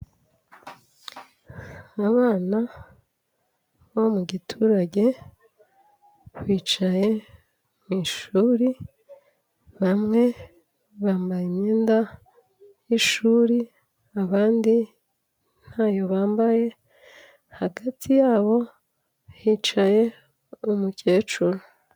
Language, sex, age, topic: Kinyarwanda, female, 36-49, health